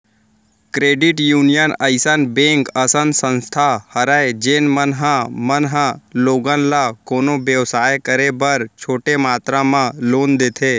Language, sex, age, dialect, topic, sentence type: Chhattisgarhi, male, 18-24, Central, banking, statement